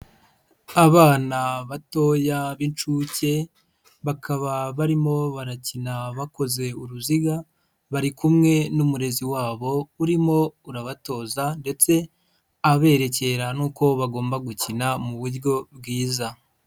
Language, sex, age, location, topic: Kinyarwanda, male, 25-35, Huye, education